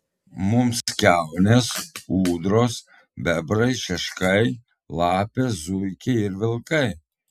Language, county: Lithuanian, Telšiai